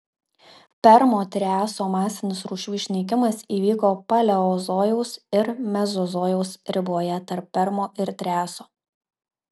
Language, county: Lithuanian, Marijampolė